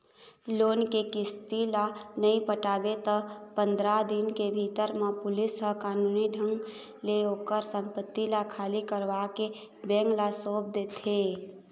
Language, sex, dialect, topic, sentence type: Chhattisgarhi, female, Eastern, banking, statement